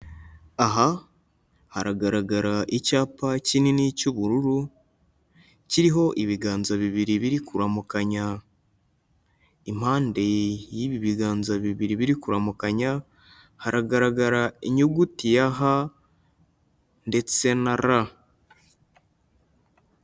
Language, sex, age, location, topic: Kinyarwanda, male, 25-35, Kigali, health